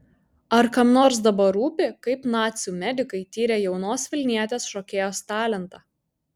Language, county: Lithuanian, Kaunas